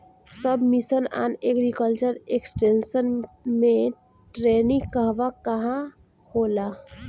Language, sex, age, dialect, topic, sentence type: Bhojpuri, female, 18-24, Northern, agriculture, question